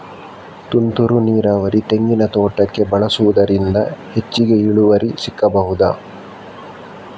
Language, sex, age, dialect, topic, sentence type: Kannada, male, 60-100, Coastal/Dakshin, agriculture, question